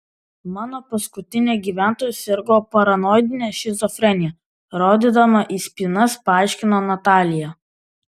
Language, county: Lithuanian, Vilnius